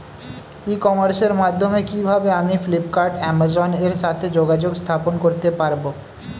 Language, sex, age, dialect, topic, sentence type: Bengali, male, 25-30, Standard Colloquial, agriculture, question